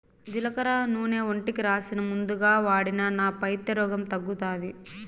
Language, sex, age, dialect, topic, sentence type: Telugu, female, 18-24, Southern, agriculture, statement